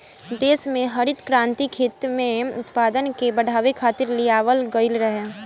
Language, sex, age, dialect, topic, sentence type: Bhojpuri, female, 18-24, Northern, agriculture, statement